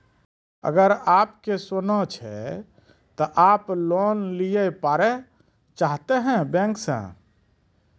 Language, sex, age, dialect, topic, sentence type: Maithili, male, 36-40, Angika, banking, question